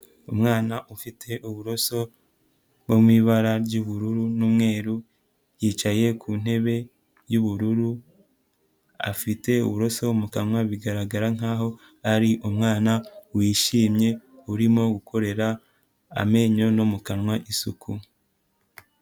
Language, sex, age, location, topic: Kinyarwanda, female, 25-35, Huye, health